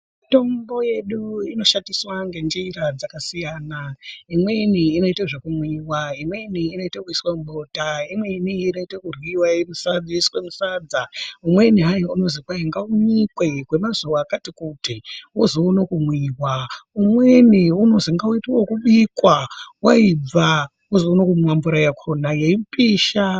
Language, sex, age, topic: Ndau, female, 36-49, health